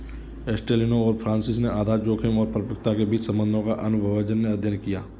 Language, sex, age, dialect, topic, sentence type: Hindi, male, 25-30, Kanauji Braj Bhasha, banking, statement